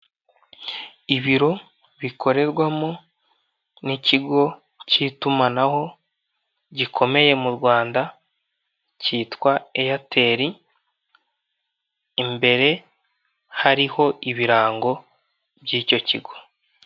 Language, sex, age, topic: Kinyarwanda, male, 18-24, finance